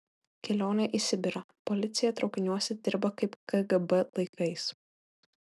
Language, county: Lithuanian, Kaunas